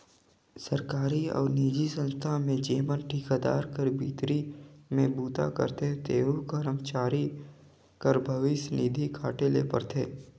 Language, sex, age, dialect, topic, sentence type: Chhattisgarhi, male, 18-24, Northern/Bhandar, banking, statement